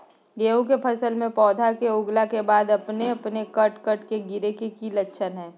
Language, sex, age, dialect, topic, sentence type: Magahi, female, 36-40, Southern, agriculture, question